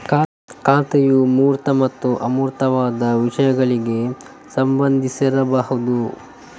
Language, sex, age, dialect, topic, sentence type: Kannada, male, 18-24, Coastal/Dakshin, banking, statement